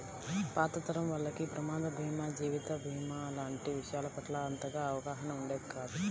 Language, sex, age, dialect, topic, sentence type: Telugu, female, 18-24, Central/Coastal, banking, statement